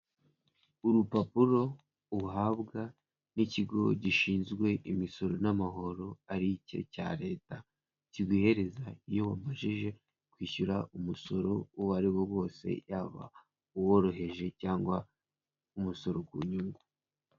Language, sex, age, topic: Kinyarwanda, male, 18-24, finance